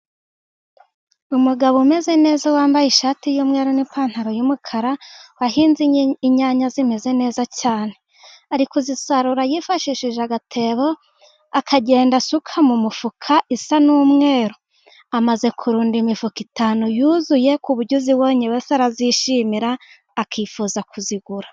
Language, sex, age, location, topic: Kinyarwanda, female, 18-24, Gakenke, agriculture